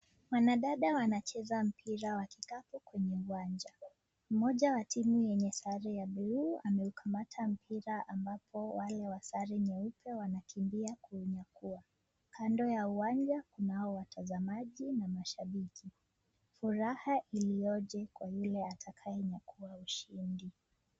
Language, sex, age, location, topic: Swahili, female, 18-24, Nakuru, government